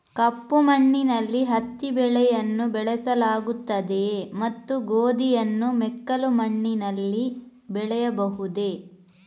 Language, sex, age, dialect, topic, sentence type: Kannada, female, 25-30, Coastal/Dakshin, agriculture, question